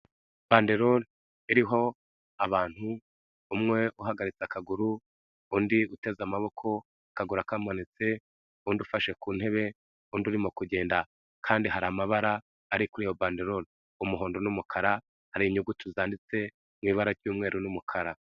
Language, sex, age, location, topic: Kinyarwanda, male, 36-49, Kigali, health